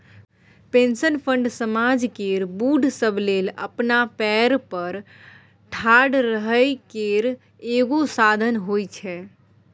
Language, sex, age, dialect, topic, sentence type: Maithili, female, 18-24, Bajjika, banking, statement